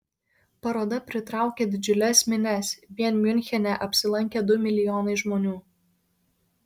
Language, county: Lithuanian, Kaunas